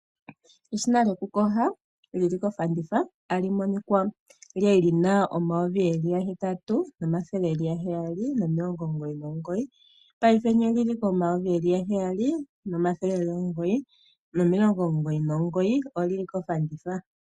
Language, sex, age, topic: Oshiwambo, female, 25-35, finance